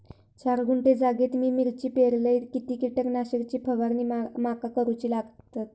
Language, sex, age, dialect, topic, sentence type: Marathi, female, 18-24, Southern Konkan, agriculture, question